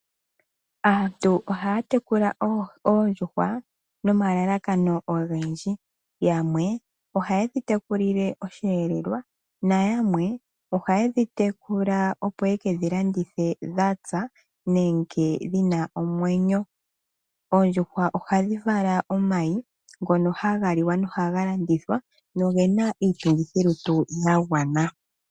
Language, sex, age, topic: Oshiwambo, female, 25-35, agriculture